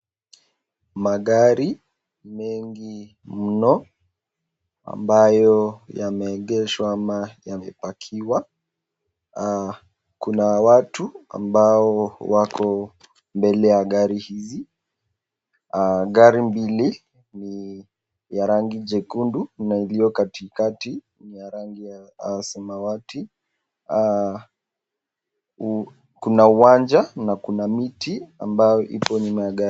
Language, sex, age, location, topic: Swahili, male, 18-24, Nakuru, finance